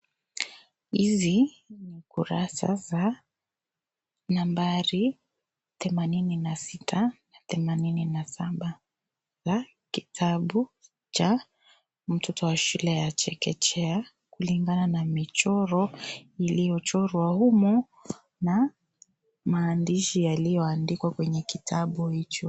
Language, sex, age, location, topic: Swahili, female, 25-35, Kisii, education